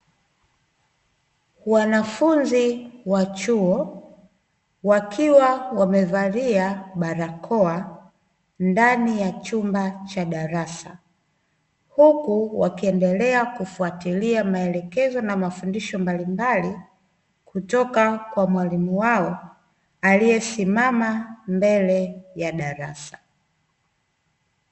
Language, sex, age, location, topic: Swahili, female, 25-35, Dar es Salaam, education